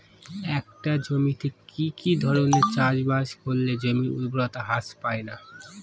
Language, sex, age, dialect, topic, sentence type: Bengali, female, 25-30, Northern/Varendri, agriculture, question